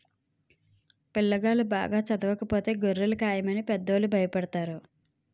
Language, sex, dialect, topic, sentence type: Telugu, female, Utterandhra, agriculture, statement